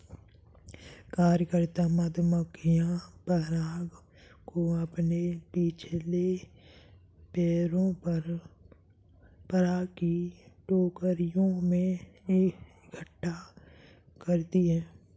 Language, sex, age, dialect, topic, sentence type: Hindi, male, 18-24, Kanauji Braj Bhasha, agriculture, statement